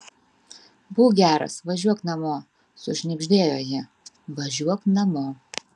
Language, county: Lithuanian, Vilnius